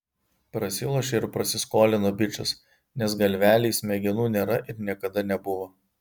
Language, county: Lithuanian, Vilnius